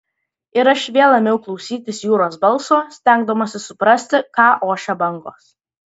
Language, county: Lithuanian, Klaipėda